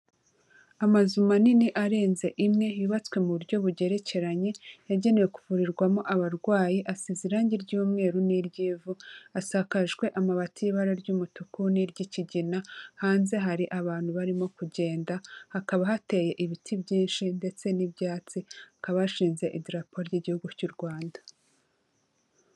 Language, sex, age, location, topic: Kinyarwanda, female, 25-35, Kigali, health